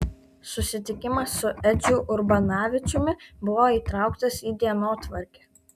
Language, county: Lithuanian, Kaunas